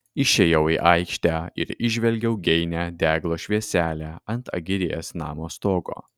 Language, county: Lithuanian, Kaunas